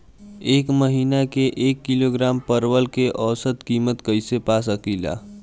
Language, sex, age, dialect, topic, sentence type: Bhojpuri, male, <18, Northern, agriculture, question